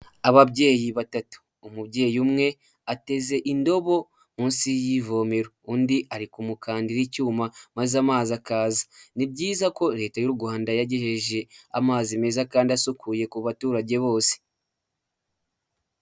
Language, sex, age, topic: Kinyarwanda, male, 18-24, health